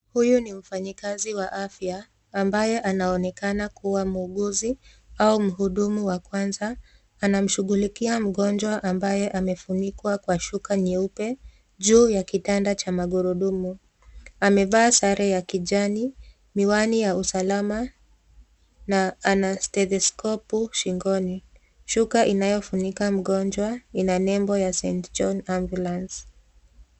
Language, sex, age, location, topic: Swahili, female, 25-35, Nakuru, health